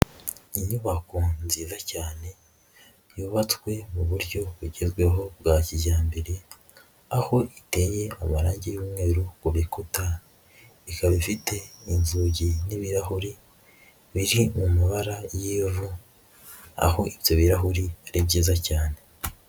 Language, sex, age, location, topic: Kinyarwanda, female, 18-24, Nyagatare, education